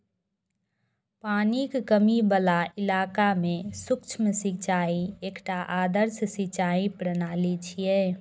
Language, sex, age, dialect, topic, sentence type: Maithili, female, 46-50, Eastern / Thethi, agriculture, statement